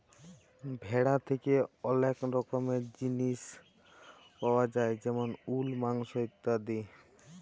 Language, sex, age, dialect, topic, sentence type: Bengali, male, 18-24, Jharkhandi, agriculture, statement